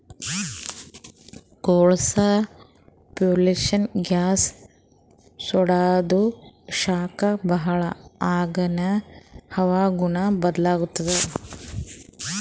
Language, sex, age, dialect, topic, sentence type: Kannada, female, 41-45, Northeastern, agriculture, statement